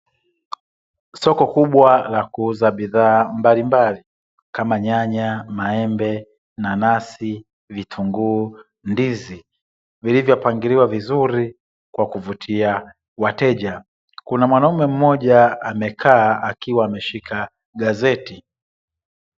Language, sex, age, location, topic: Swahili, male, 25-35, Dar es Salaam, finance